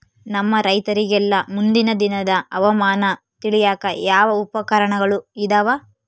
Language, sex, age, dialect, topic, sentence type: Kannada, female, 18-24, Central, agriculture, question